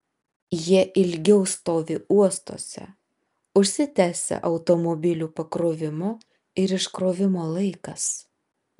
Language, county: Lithuanian, Vilnius